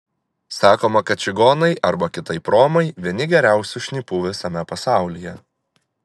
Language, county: Lithuanian, Klaipėda